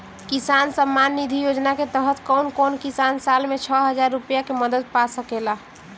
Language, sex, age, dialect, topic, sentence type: Bhojpuri, female, 18-24, Northern, agriculture, question